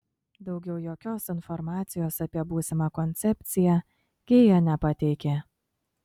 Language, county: Lithuanian, Kaunas